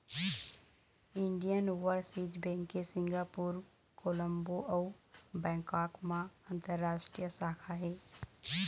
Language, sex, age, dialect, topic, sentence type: Chhattisgarhi, female, 31-35, Eastern, banking, statement